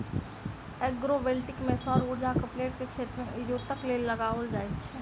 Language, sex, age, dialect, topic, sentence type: Maithili, female, 25-30, Southern/Standard, agriculture, statement